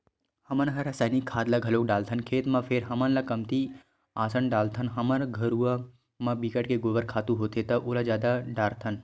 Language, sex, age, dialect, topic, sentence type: Chhattisgarhi, male, 18-24, Western/Budati/Khatahi, agriculture, statement